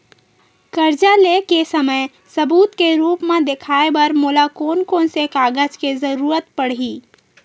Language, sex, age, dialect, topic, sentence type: Chhattisgarhi, female, 18-24, Western/Budati/Khatahi, banking, statement